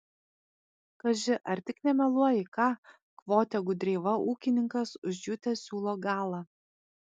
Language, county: Lithuanian, Panevėžys